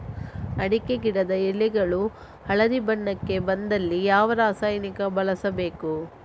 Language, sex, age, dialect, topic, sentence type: Kannada, female, 25-30, Coastal/Dakshin, agriculture, question